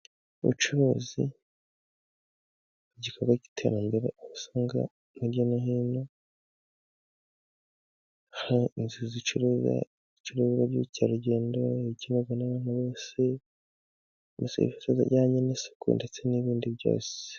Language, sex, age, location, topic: Kinyarwanda, male, 18-24, Musanze, finance